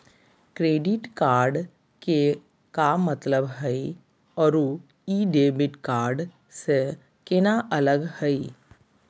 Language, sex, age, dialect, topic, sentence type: Magahi, female, 51-55, Southern, banking, question